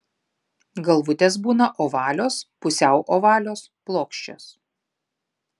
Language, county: Lithuanian, Klaipėda